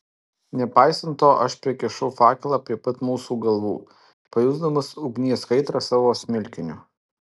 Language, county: Lithuanian, Alytus